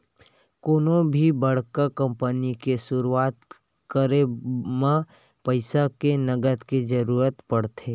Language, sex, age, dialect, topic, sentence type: Chhattisgarhi, male, 18-24, Western/Budati/Khatahi, banking, statement